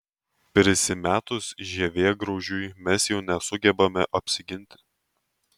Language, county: Lithuanian, Tauragė